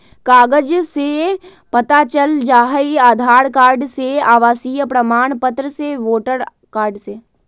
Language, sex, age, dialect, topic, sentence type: Magahi, female, 18-24, Western, banking, question